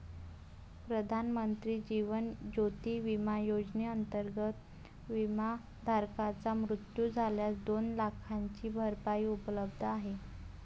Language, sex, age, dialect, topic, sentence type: Marathi, female, 18-24, Varhadi, banking, statement